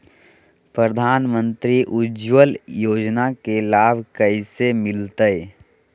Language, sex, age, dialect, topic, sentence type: Magahi, male, 31-35, Southern, banking, question